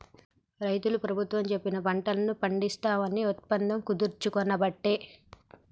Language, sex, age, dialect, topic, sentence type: Telugu, male, 31-35, Telangana, agriculture, statement